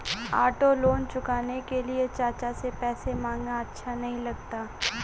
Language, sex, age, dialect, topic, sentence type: Hindi, female, 46-50, Marwari Dhudhari, banking, statement